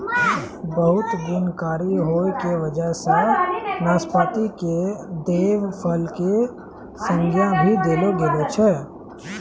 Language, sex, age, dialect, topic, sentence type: Maithili, male, 25-30, Angika, agriculture, statement